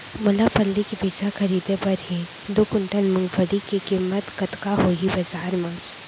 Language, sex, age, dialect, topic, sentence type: Chhattisgarhi, female, 18-24, Central, agriculture, question